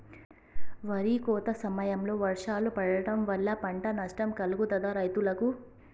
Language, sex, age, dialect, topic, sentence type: Telugu, female, 36-40, Telangana, agriculture, question